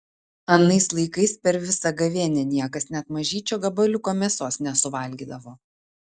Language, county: Lithuanian, Utena